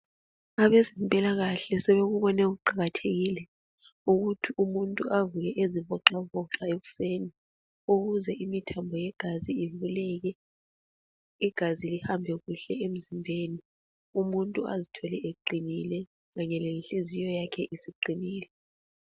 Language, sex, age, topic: North Ndebele, female, 25-35, health